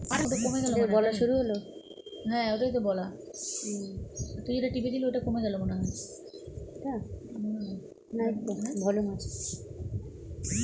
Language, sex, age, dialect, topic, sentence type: Bengali, female, 51-55, Standard Colloquial, agriculture, question